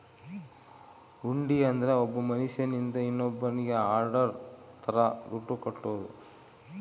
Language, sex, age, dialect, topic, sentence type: Kannada, male, 36-40, Central, banking, statement